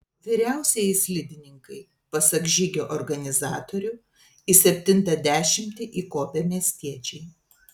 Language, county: Lithuanian, Telšiai